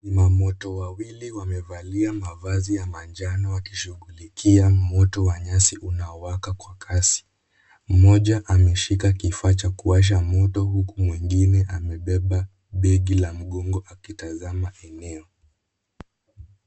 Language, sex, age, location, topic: Swahili, male, 18-24, Kisumu, health